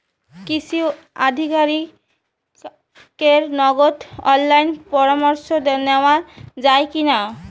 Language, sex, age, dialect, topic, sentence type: Bengali, female, 25-30, Rajbangshi, agriculture, question